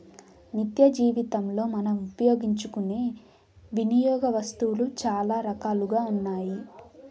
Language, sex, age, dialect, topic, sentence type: Telugu, female, 18-24, Southern, banking, statement